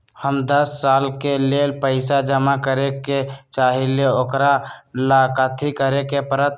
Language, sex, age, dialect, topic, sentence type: Magahi, male, 18-24, Western, banking, question